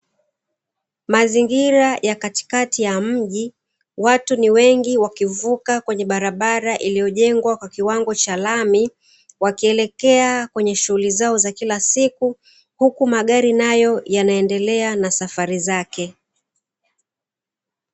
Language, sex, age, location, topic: Swahili, female, 36-49, Dar es Salaam, government